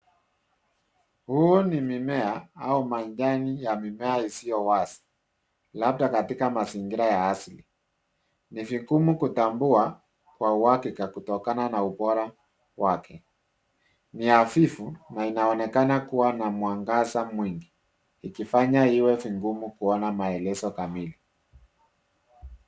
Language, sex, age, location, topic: Swahili, male, 36-49, Nairobi, health